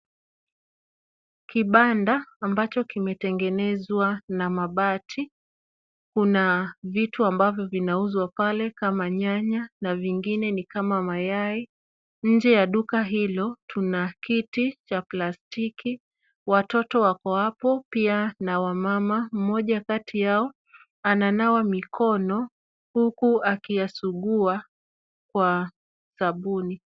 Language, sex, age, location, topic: Swahili, female, 25-35, Kisumu, health